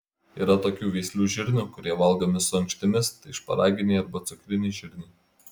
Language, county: Lithuanian, Klaipėda